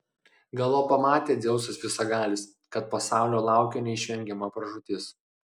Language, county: Lithuanian, Klaipėda